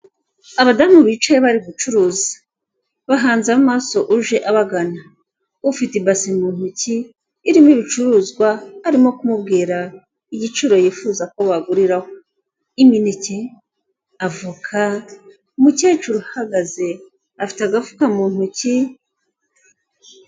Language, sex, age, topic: Kinyarwanda, female, 36-49, finance